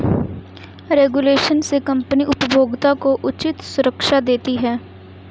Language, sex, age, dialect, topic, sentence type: Hindi, female, 18-24, Hindustani Malvi Khadi Boli, banking, statement